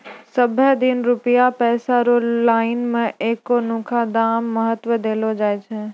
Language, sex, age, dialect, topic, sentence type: Maithili, female, 25-30, Angika, banking, statement